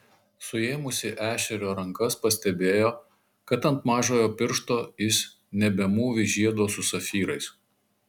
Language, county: Lithuanian, Marijampolė